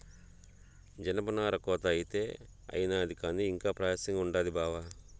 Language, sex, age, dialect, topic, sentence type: Telugu, male, 41-45, Southern, agriculture, statement